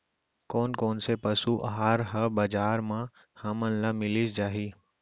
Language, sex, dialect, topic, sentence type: Chhattisgarhi, male, Central, agriculture, question